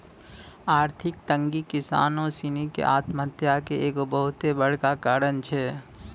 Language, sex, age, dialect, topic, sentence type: Maithili, male, 25-30, Angika, agriculture, statement